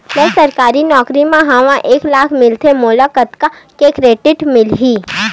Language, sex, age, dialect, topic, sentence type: Chhattisgarhi, female, 25-30, Western/Budati/Khatahi, banking, question